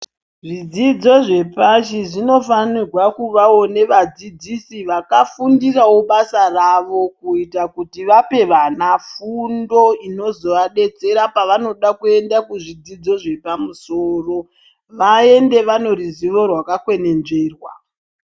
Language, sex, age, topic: Ndau, female, 36-49, education